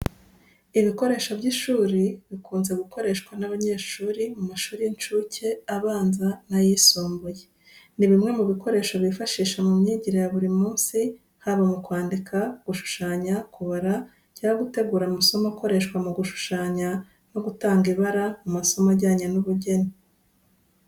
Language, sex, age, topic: Kinyarwanda, female, 36-49, education